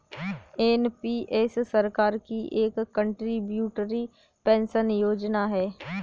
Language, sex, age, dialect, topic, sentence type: Hindi, female, 18-24, Kanauji Braj Bhasha, banking, statement